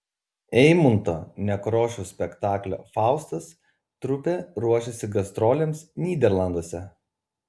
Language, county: Lithuanian, Kaunas